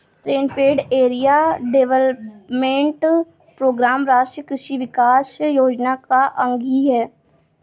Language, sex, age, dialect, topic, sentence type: Hindi, female, 46-50, Awadhi Bundeli, agriculture, statement